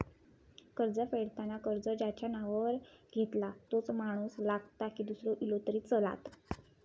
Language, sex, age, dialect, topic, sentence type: Marathi, female, 18-24, Southern Konkan, banking, question